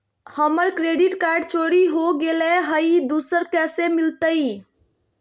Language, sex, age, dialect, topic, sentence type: Magahi, female, 18-24, Southern, banking, question